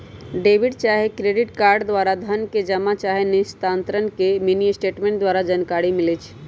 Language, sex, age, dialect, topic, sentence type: Magahi, male, 18-24, Western, banking, statement